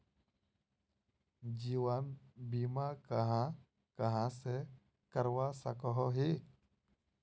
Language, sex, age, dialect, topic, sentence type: Magahi, male, 25-30, Northeastern/Surjapuri, banking, question